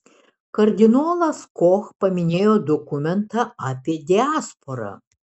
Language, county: Lithuanian, Šiauliai